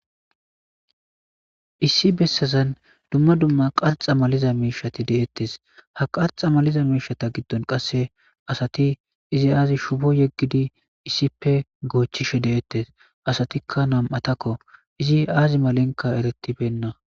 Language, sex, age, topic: Gamo, male, 25-35, government